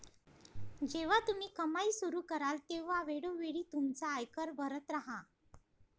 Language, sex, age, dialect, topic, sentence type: Marathi, female, 25-30, Varhadi, banking, statement